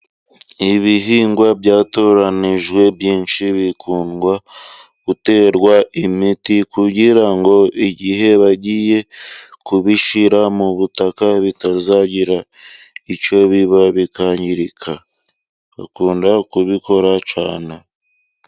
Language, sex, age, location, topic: Kinyarwanda, male, 25-35, Musanze, agriculture